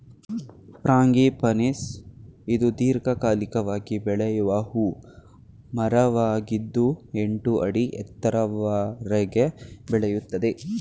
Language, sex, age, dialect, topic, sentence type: Kannada, male, 18-24, Mysore Kannada, agriculture, statement